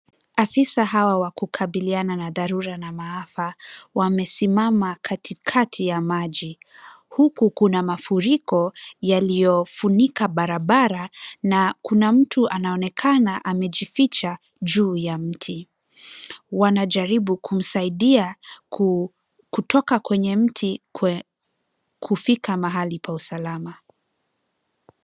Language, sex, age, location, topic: Swahili, female, 25-35, Nairobi, health